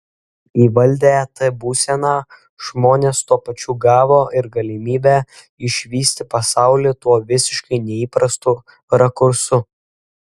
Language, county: Lithuanian, Klaipėda